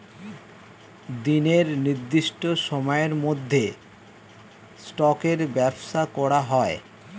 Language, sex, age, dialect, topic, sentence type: Bengali, male, 36-40, Standard Colloquial, banking, statement